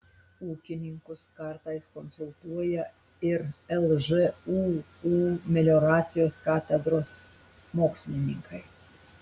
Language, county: Lithuanian, Telšiai